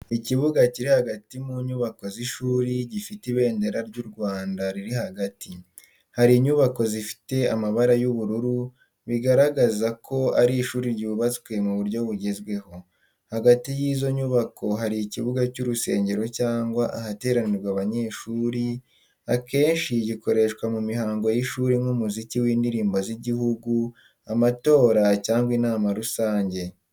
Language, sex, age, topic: Kinyarwanda, male, 18-24, education